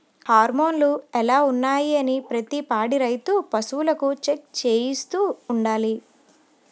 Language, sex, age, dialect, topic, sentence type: Telugu, female, 25-30, Utterandhra, agriculture, statement